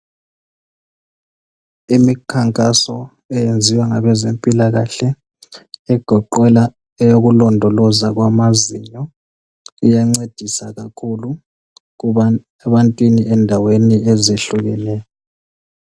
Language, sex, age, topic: North Ndebele, male, 25-35, health